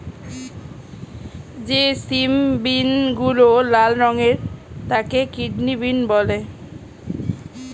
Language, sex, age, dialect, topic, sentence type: Bengali, female, 25-30, Standard Colloquial, agriculture, statement